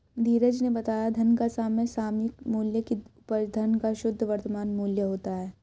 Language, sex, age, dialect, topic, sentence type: Hindi, female, 18-24, Hindustani Malvi Khadi Boli, banking, statement